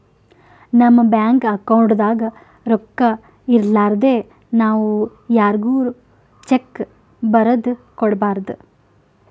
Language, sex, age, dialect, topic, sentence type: Kannada, female, 18-24, Northeastern, banking, statement